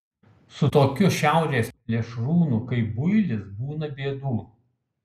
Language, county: Lithuanian, Kaunas